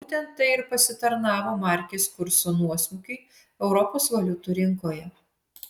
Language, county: Lithuanian, Vilnius